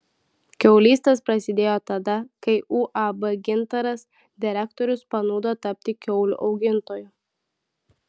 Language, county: Lithuanian, Klaipėda